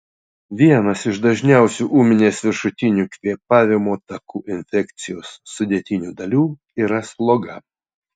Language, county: Lithuanian, Utena